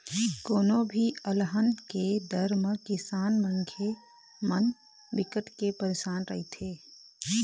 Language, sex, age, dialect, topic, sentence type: Chhattisgarhi, female, 31-35, Eastern, agriculture, statement